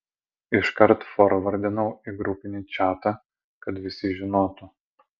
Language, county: Lithuanian, Vilnius